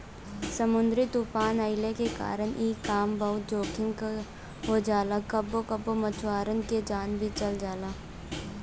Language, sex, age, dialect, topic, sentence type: Bhojpuri, female, 18-24, Western, agriculture, statement